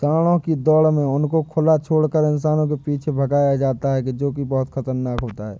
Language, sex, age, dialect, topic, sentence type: Hindi, male, 18-24, Awadhi Bundeli, agriculture, statement